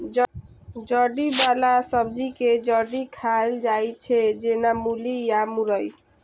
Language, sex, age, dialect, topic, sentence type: Maithili, female, 25-30, Eastern / Thethi, agriculture, statement